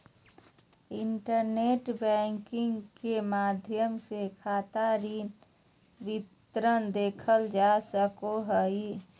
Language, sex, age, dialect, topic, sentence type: Magahi, female, 31-35, Southern, banking, statement